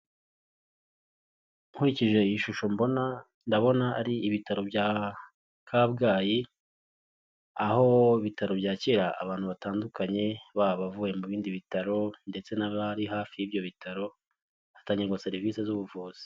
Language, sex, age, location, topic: Kinyarwanda, male, 25-35, Huye, health